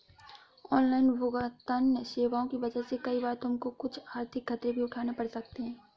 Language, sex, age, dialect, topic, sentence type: Hindi, female, 56-60, Awadhi Bundeli, banking, statement